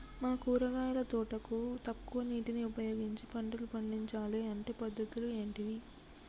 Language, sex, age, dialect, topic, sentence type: Telugu, male, 18-24, Telangana, agriculture, question